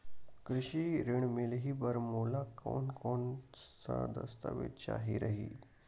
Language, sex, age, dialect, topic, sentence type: Chhattisgarhi, male, 60-100, Western/Budati/Khatahi, banking, question